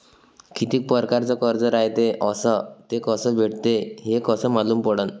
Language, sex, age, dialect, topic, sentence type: Marathi, male, 25-30, Varhadi, banking, question